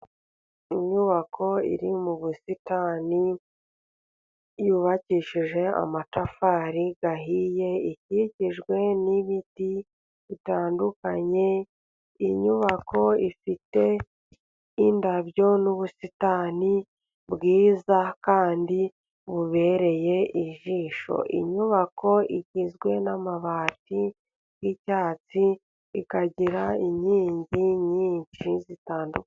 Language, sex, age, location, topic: Kinyarwanda, male, 36-49, Burera, government